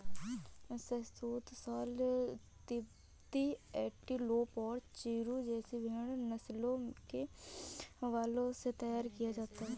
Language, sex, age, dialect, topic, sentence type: Hindi, female, 25-30, Awadhi Bundeli, agriculture, statement